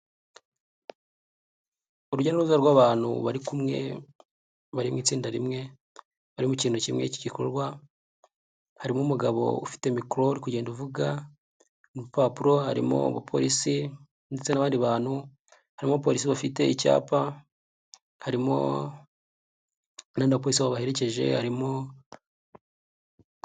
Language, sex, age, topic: Kinyarwanda, male, 18-24, health